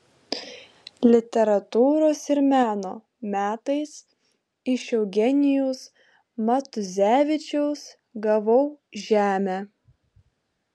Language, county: Lithuanian, Klaipėda